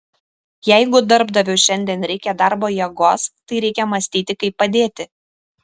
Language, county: Lithuanian, Šiauliai